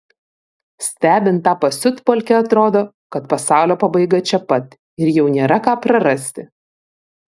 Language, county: Lithuanian, Vilnius